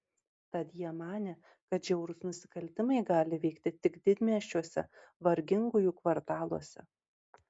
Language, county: Lithuanian, Marijampolė